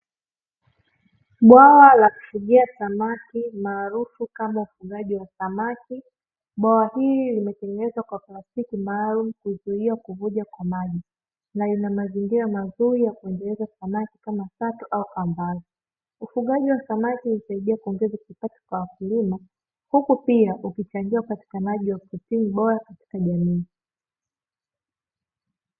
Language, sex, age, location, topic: Swahili, female, 18-24, Dar es Salaam, agriculture